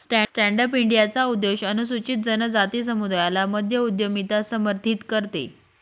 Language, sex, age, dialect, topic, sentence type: Marathi, female, 36-40, Northern Konkan, banking, statement